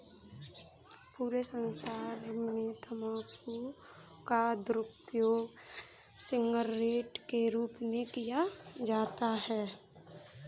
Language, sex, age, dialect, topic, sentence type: Hindi, female, 18-24, Kanauji Braj Bhasha, agriculture, statement